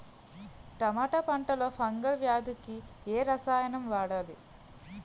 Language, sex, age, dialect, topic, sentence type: Telugu, female, 31-35, Utterandhra, agriculture, question